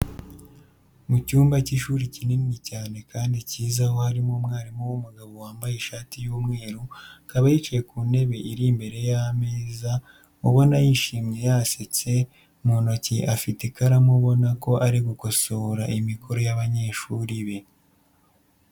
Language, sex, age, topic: Kinyarwanda, female, 25-35, education